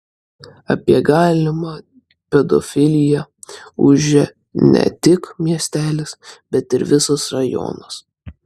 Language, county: Lithuanian, Klaipėda